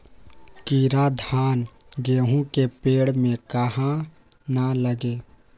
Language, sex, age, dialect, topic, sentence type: Magahi, male, 25-30, Western, agriculture, question